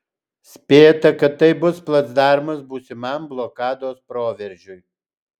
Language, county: Lithuanian, Alytus